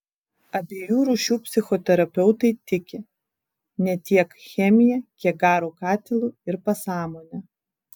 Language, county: Lithuanian, Kaunas